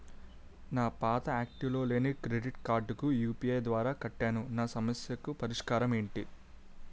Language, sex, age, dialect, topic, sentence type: Telugu, male, 18-24, Utterandhra, banking, question